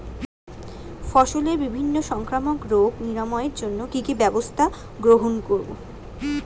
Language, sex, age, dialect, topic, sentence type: Bengali, female, 18-24, Standard Colloquial, agriculture, question